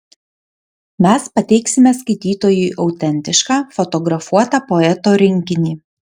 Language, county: Lithuanian, Panevėžys